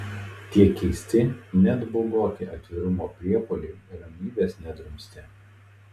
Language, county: Lithuanian, Telšiai